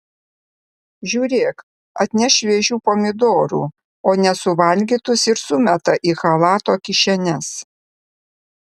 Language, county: Lithuanian, Vilnius